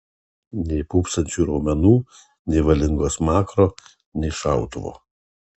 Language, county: Lithuanian, Kaunas